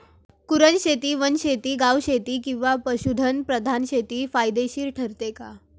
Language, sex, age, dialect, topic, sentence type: Marathi, female, 18-24, Standard Marathi, agriculture, question